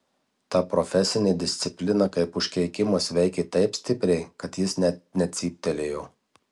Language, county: Lithuanian, Marijampolė